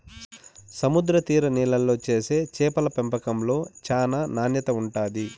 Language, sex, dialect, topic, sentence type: Telugu, male, Southern, agriculture, statement